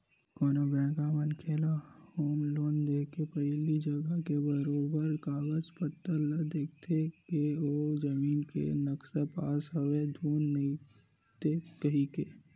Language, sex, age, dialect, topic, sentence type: Chhattisgarhi, male, 18-24, Western/Budati/Khatahi, banking, statement